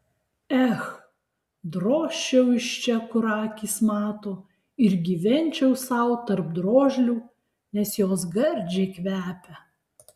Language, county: Lithuanian, Alytus